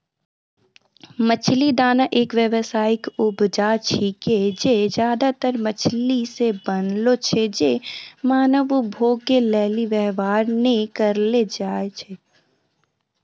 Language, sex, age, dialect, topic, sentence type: Maithili, female, 41-45, Angika, agriculture, statement